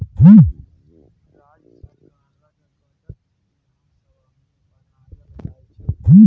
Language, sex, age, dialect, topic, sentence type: Maithili, male, 25-30, Bajjika, banking, statement